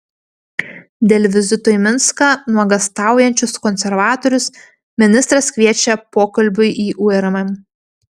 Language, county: Lithuanian, Panevėžys